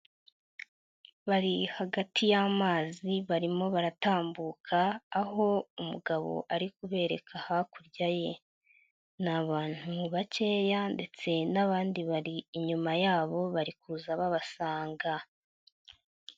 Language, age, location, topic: Kinyarwanda, 50+, Nyagatare, agriculture